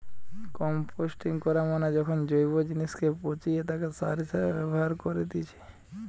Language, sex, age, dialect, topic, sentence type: Bengali, male, 25-30, Western, agriculture, statement